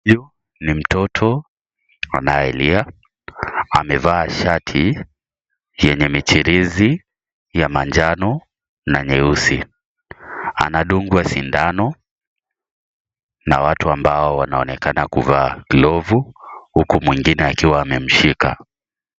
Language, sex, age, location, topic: Swahili, male, 18-24, Kisii, health